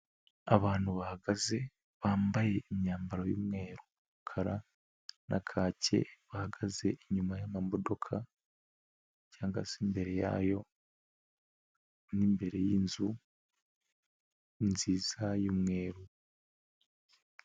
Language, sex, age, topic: Kinyarwanda, male, 25-35, finance